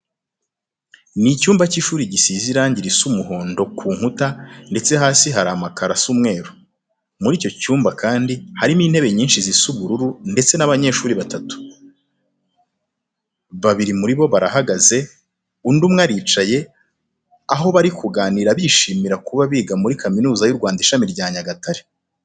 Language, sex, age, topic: Kinyarwanda, male, 25-35, education